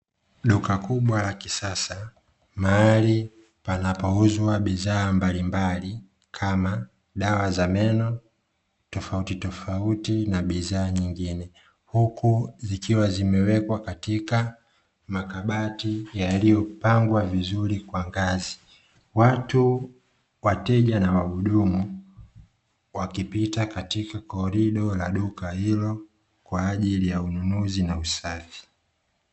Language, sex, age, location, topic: Swahili, male, 25-35, Dar es Salaam, finance